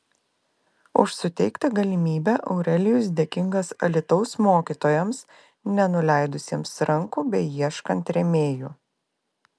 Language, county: Lithuanian, Klaipėda